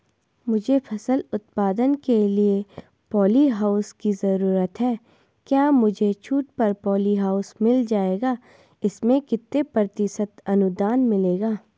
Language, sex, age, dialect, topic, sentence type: Hindi, female, 18-24, Garhwali, agriculture, question